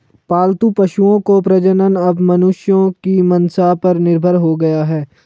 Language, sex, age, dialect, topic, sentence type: Hindi, male, 18-24, Hindustani Malvi Khadi Boli, agriculture, statement